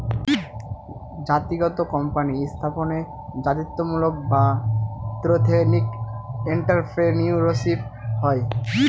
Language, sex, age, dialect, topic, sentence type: Bengali, male, 18-24, Northern/Varendri, banking, statement